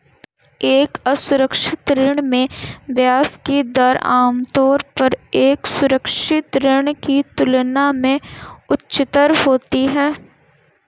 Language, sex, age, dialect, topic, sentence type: Hindi, female, 18-24, Hindustani Malvi Khadi Boli, banking, question